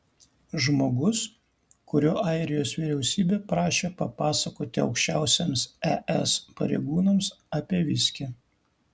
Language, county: Lithuanian, Kaunas